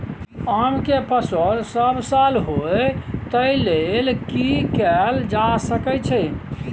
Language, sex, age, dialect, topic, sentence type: Maithili, male, 56-60, Bajjika, agriculture, question